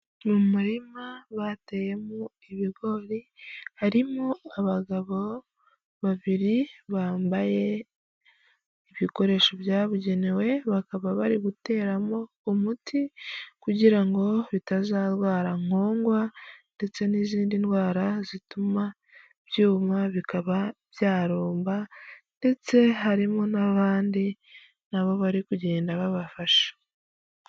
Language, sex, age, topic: Kinyarwanda, female, 25-35, agriculture